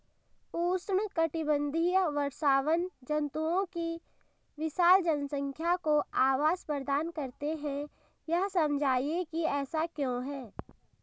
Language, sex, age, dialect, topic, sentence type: Hindi, female, 18-24, Hindustani Malvi Khadi Boli, agriculture, question